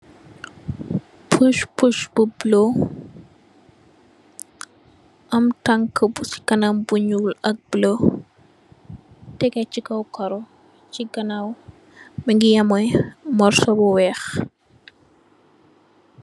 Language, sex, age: Wolof, female, 18-24